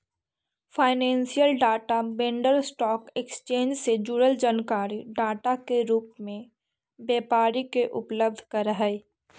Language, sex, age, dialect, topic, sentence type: Magahi, female, 46-50, Central/Standard, banking, statement